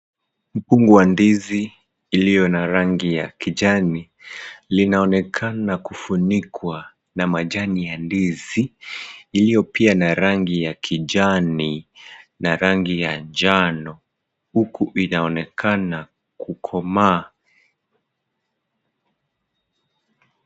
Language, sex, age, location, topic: Swahili, male, 18-24, Kisumu, agriculture